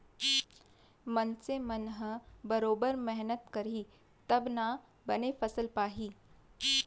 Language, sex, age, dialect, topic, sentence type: Chhattisgarhi, female, 25-30, Central, agriculture, statement